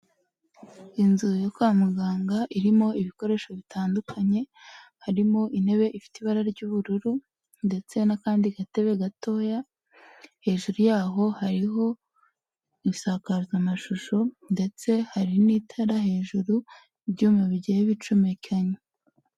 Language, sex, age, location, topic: Kinyarwanda, female, 18-24, Huye, health